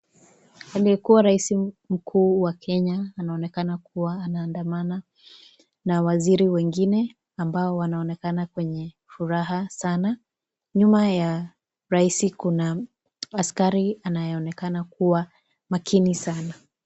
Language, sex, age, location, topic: Swahili, female, 18-24, Kisii, government